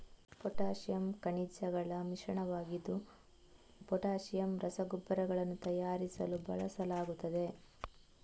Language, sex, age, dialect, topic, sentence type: Kannada, female, 18-24, Coastal/Dakshin, agriculture, statement